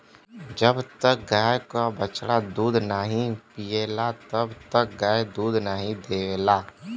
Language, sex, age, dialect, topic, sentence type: Bhojpuri, male, 18-24, Western, agriculture, statement